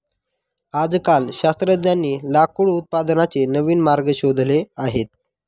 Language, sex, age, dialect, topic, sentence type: Marathi, male, 36-40, Northern Konkan, agriculture, statement